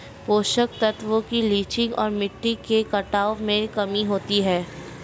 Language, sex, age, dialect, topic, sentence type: Hindi, female, 18-24, Marwari Dhudhari, agriculture, statement